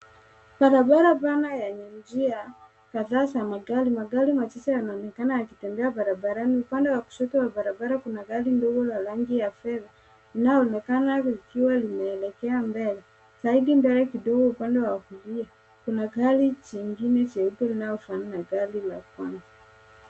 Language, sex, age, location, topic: Swahili, male, 18-24, Nairobi, government